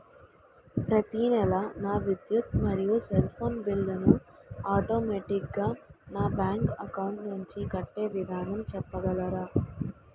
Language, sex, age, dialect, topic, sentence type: Telugu, female, 18-24, Utterandhra, banking, question